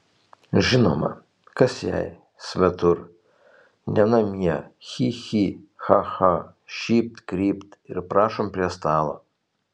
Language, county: Lithuanian, Telšiai